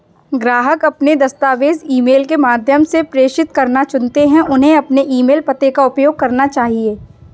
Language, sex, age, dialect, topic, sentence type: Hindi, female, 18-24, Kanauji Braj Bhasha, banking, statement